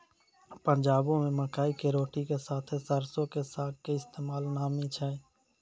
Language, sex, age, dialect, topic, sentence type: Maithili, male, 56-60, Angika, agriculture, statement